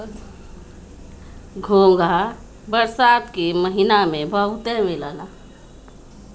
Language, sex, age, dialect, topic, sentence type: Bhojpuri, female, 18-24, Western, agriculture, statement